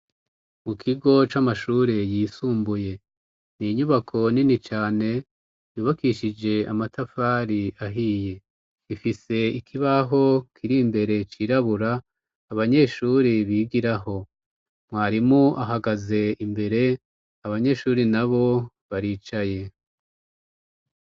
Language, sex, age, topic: Rundi, female, 36-49, education